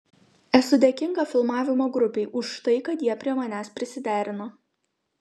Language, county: Lithuanian, Kaunas